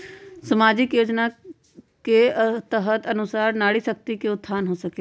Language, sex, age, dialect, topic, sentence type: Magahi, female, 18-24, Western, banking, question